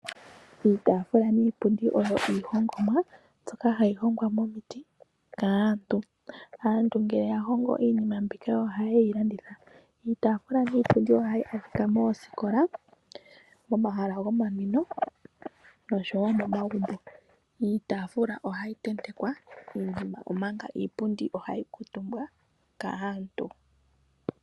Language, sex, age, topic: Oshiwambo, female, 18-24, finance